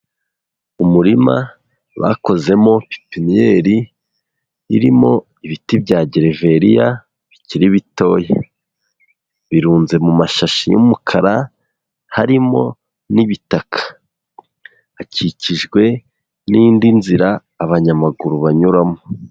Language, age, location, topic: Kinyarwanda, 18-24, Huye, agriculture